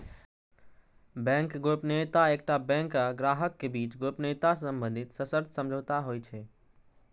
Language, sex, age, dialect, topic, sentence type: Maithili, male, 18-24, Eastern / Thethi, banking, statement